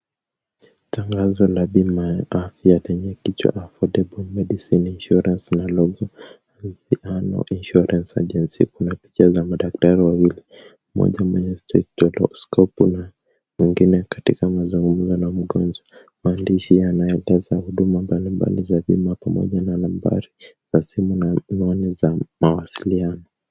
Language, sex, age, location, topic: Swahili, male, 18-24, Kisumu, finance